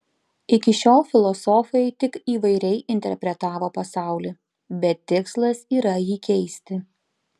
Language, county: Lithuanian, Panevėžys